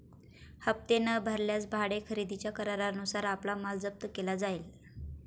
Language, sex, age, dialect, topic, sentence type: Marathi, female, 25-30, Standard Marathi, banking, statement